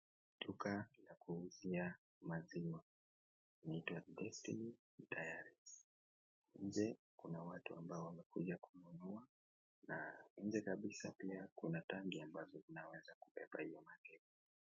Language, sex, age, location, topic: Swahili, male, 18-24, Kisii, finance